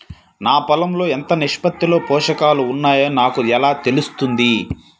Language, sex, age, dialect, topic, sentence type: Telugu, male, 25-30, Central/Coastal, agriculture, question